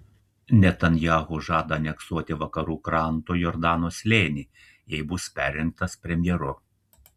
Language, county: Lithuanian, Telšiai